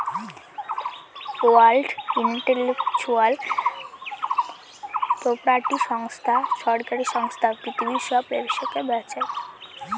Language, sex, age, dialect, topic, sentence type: Bengali, female, 18-24, Northern/Varendri, banking, statement